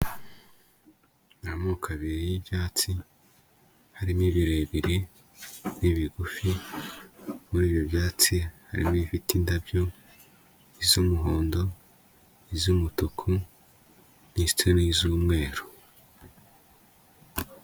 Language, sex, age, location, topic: Kinyarwanda, male, 25-35, Kigali, health